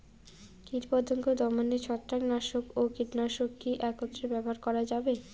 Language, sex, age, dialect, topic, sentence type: Bengali, female, 18-24, Rajbangshi, agriculture, question